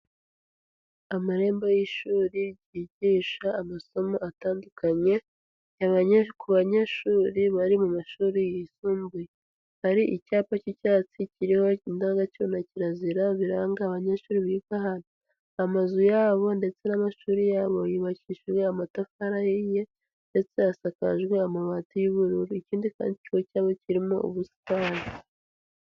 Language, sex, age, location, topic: Kinyarwanda, female, 18-24, Huye, education